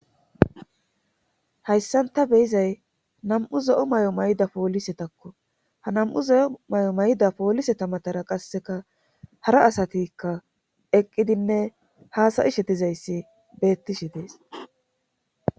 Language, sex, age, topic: Gamo, female, 25-35, government